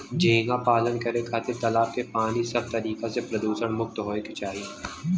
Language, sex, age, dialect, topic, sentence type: Bhojpuri, male, 18-24, Western, agriculture, statement